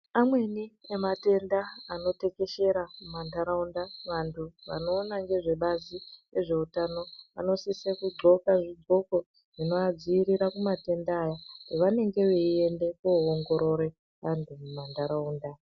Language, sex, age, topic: Ndau, female, 36-49, health